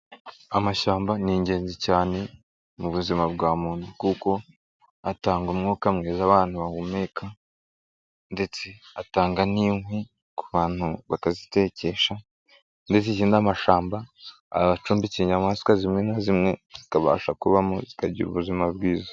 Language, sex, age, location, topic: Kinyarwanda, male, 25-35, Nyagatare, agriculture